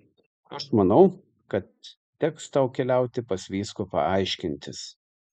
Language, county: Lithuanian, Tauragė